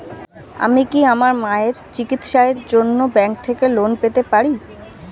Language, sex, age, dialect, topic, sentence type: Bengali, female, 25-30, Standard Colloquial, banking, question